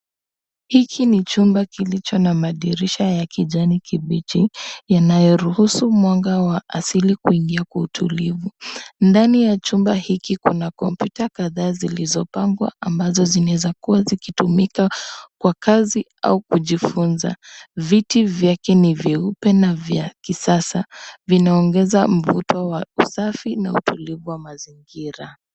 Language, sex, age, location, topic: Swahili, female, 18-24, Kisumu, education